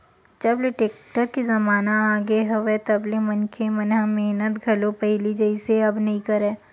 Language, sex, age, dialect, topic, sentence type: Chhattisgarhi, female, 18-24, Western/Budati/Khatahi, agriculture, statement